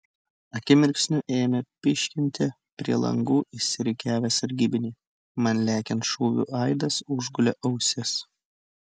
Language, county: Lithuanian, Utena